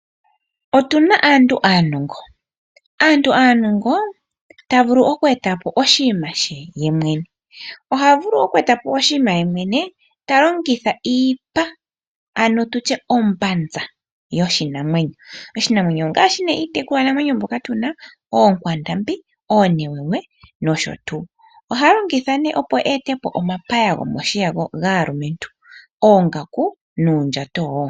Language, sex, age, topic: Oshiwambo, female, 18-24, finance